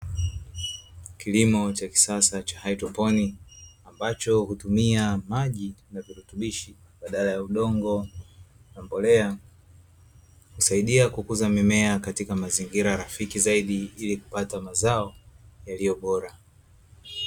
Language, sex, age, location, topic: Swahili, male, 25-35, Dar es Salaam, agriculture